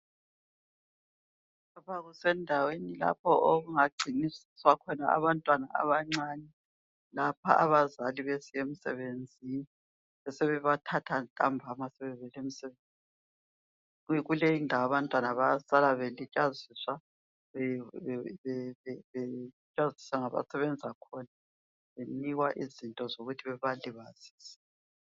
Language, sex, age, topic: North Ndebele, female, 50+, education